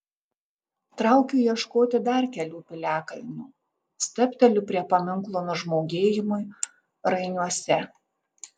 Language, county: Lithuanian, Tauragė